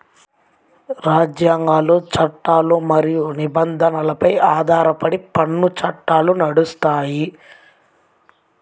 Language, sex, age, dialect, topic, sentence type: Telugu, male, 18-24, Central/Coastal, banking, statement